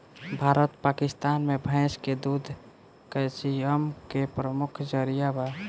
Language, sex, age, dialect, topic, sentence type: Bhojpuri, female, <18, Southern / Standard, agriculture, statement